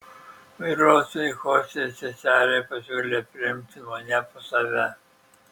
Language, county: Lithuanian, Šiauliai